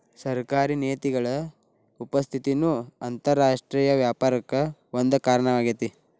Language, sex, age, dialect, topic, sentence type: Kannada, male, 18-24, Dharwad Kannada, banking, statement